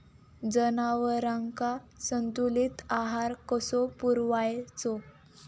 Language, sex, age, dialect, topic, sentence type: Marathi, female, 18-24, Southern Konkan, agriculture, question